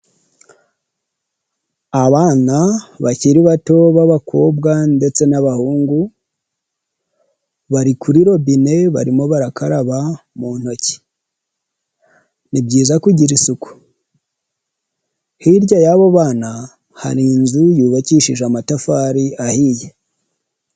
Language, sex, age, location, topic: Kinyarwanda, male, 25-35, Huye, health